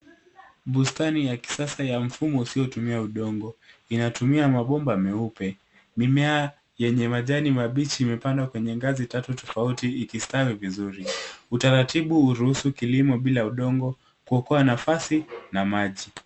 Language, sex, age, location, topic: Swahili, male, 18-24, Nairobi, agriculture